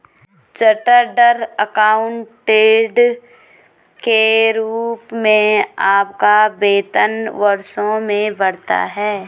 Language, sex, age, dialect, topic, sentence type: Hindi, female, 31-35, Garhwali, banking, statement